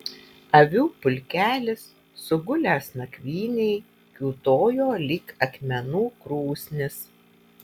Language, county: Lithuanian, Utena